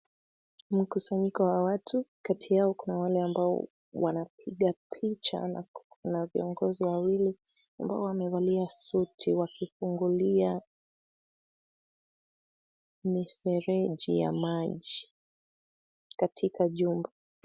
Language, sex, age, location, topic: Swahili, female, 18-24, Kisumu, health